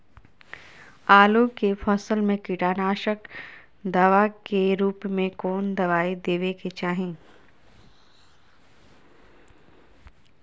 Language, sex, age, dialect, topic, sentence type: Magahi, female, 41-45, Southern, agriculture, question